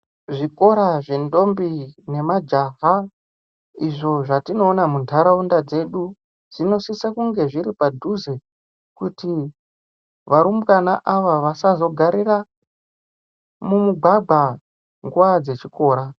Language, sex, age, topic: Ndau, male, 25-35, education